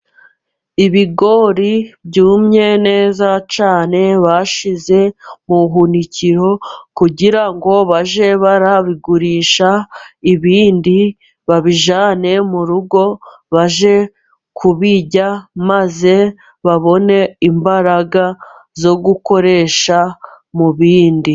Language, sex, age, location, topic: Kinyarwanda, female, 25-35, Musanze, agriculture